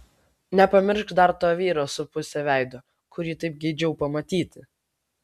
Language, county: Lithuanian, Vilnius